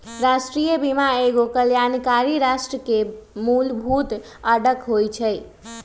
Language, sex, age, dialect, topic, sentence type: Magahi, female, 31-35, Western, banking, statement